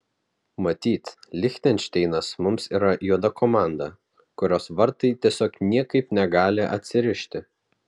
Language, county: Lithuanian, Vilnius